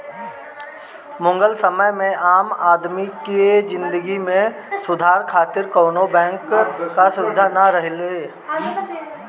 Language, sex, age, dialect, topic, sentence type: Bhojpuri, male, 60-100, Northern, banking, statement